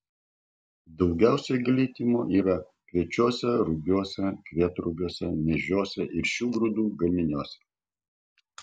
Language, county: Lithuanian, Kaunas